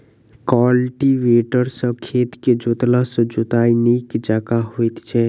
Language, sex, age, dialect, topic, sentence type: Maithili, male, 41-45, Southern/Standard, agriculture, statement